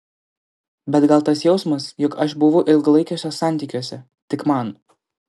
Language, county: Lithuanian, Klaipėda